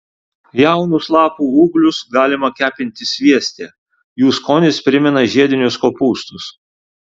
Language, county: Lithuanian, Alytus